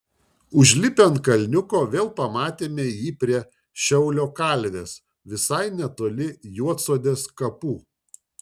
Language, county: Lithuanian, Šiauliai